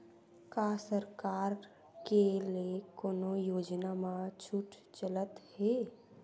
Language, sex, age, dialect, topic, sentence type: Chhattisgarhi, female, 18-24, Western/Budati/Khatahi, agriculture, question